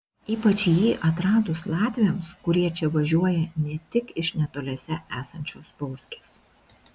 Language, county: Lithuanian, Šiauliai